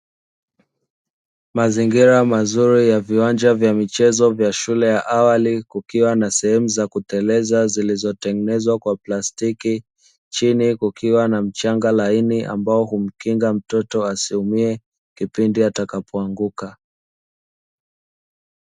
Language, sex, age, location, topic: Swahili, male, 25-35, Dar es Salaam, education